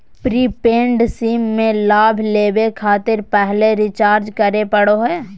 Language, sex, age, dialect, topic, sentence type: Magahi, female, 18-24, Southern, banking, statement